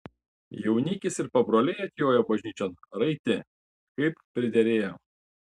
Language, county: Lithuanian, Panevėžys